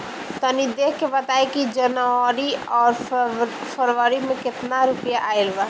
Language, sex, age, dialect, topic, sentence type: Bhojpuri, female, 18-24, Northern, banking, question